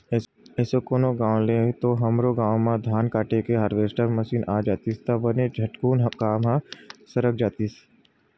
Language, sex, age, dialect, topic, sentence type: Chhattisgarhi, male, 18-24, Western/Budati/Khatahi, agriculture, statement